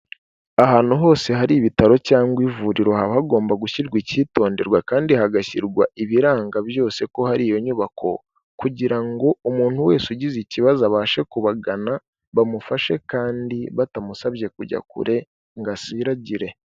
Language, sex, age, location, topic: Kinyarwanda, male, 18-24, Kigali, health